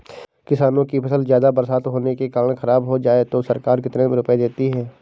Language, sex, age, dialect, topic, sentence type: Hindi, male, 18-24, Kanauji Braj Bhasha, agriculture, question